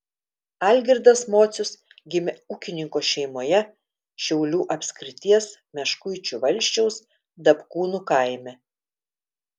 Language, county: Lithuanian, Telšiai